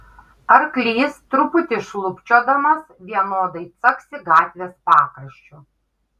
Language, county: Lithuanian, Kaunas